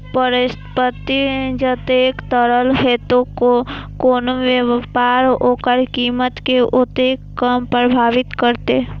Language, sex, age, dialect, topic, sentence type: Maithili, female, 18-24, Eastern / Thethi, banking, statement